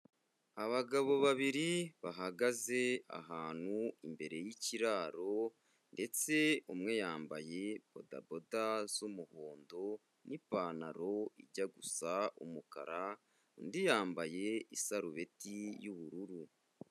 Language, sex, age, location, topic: Kinyarwanda, male, 25-35, Kigali, agriculture